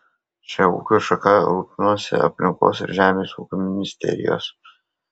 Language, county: Lithuanian, Kaunas